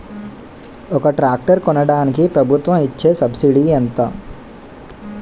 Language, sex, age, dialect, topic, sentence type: Telugu, male, 18-24, Utterandhra, agriculture, question